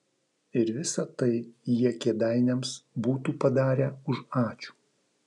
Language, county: Lithuanian, Vilnius